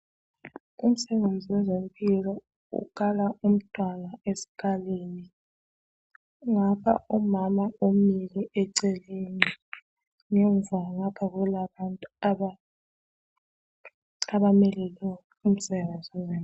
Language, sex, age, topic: North Ndebele, male, 36-49, health